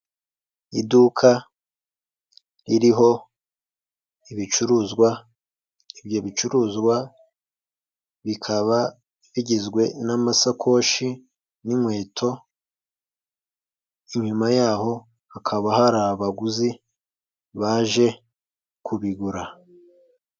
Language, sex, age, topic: Kinyarwanda, male, 25-35, finance